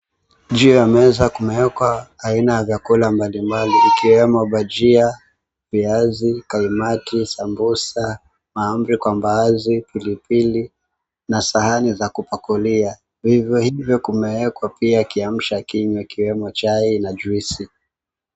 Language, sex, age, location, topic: Swahili, male, 18-24, Mombasa, government